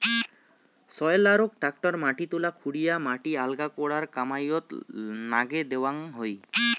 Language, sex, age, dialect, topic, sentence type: Bengali, male, 25-30, Rajbangshi, agriculture, statement